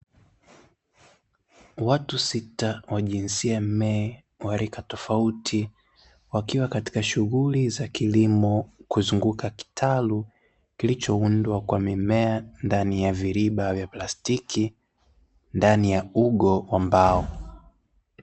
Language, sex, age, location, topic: Swahili, male, 18-24, Dar es Salaam, agriculture